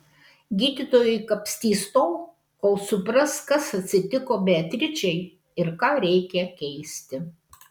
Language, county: Lithuanian, Kaunas